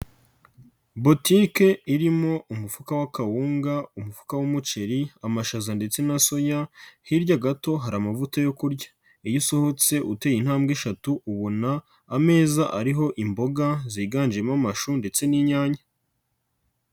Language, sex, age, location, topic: Kinyarwanda, male, 25-35, Nyagatare, finance